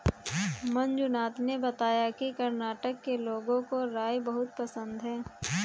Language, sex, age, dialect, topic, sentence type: Hindi, female, 18-24, Kanauji Braj Bhasha, agriculture, statement